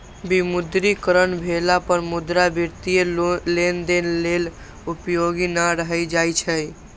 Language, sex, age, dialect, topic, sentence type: Maithili, male, 18-24, Eastern / Thethi, banking, statement